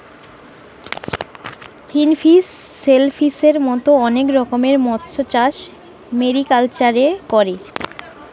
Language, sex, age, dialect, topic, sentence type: Bengali, female, 18-24, Western, agriculture, statement